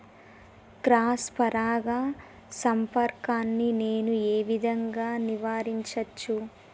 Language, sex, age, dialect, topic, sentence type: Telugu, female, 18-24, Telangana, agriculture, question